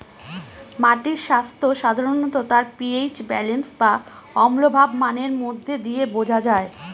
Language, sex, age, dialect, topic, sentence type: Bengali, female, 36-40, Northern/Varendri, agriculture, statement